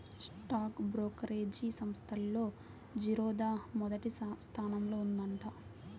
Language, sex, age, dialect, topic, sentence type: Telugu, female, 18-24, Central/Coastal, banking, statement